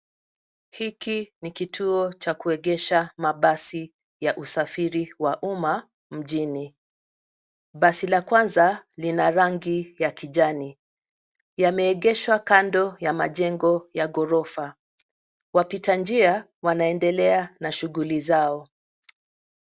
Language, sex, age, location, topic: Swahili, female, 50+, Nairobi, government